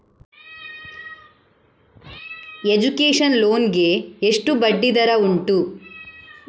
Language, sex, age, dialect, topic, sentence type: Kannada, female, 25-30, Coastal/Dakshin, banking, question